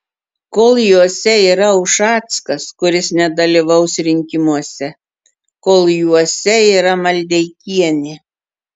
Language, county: Lithuanian, Klaipėda